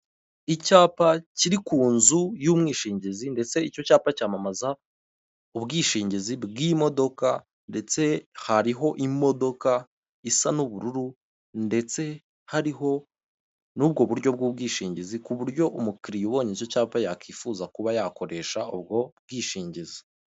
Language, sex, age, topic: Kinyarwanda, male, 25-35, finance